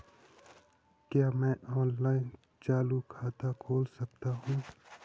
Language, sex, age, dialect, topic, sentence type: Hindi, male, 18-24, Awadhi Bundeli, banking, question